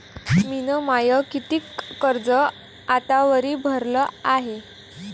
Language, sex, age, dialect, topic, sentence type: Marathi, female, 18-24, Varhadi, banking, question